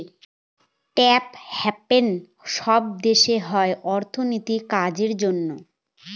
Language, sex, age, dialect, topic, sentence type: Bengali, female, 18-24, Northern/Varendri, banking, statement